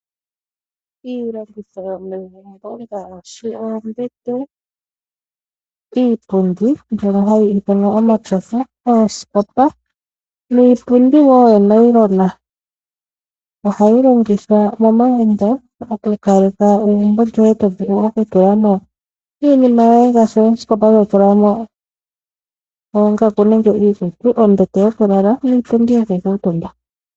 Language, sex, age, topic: Oshiwambo, female, 25-35, finance